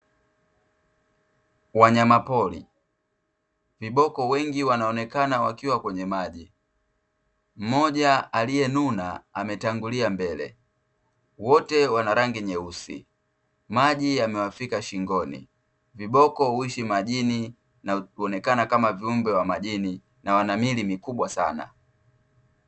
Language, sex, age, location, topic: Swahili, male, 25-35, Dar es Salaam, agriculture